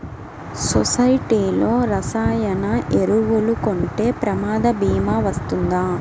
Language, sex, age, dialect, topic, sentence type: Telugu, female, 18-24, Central/Coastal, agriculture, question